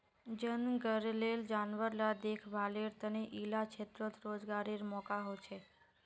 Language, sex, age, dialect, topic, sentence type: Magahi, female, 25-30, Northeastern/Surjapuri, agriculture, statement